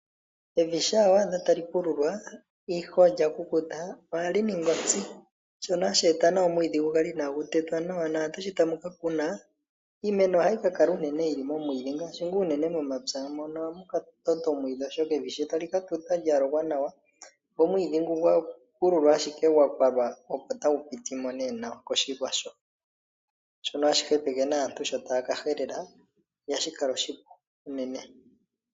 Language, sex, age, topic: Oshiwambo, male, 25-35, agriculture